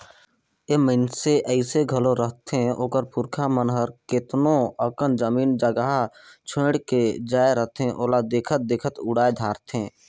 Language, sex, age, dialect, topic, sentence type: Chhattisgarhi, male, 18-24, Northern/Bhandar, banking, statement